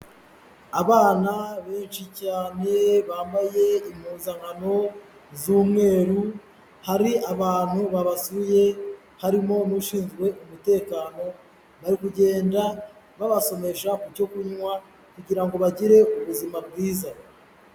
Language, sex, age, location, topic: Kinyarwanda, male, 18-24, Huye, health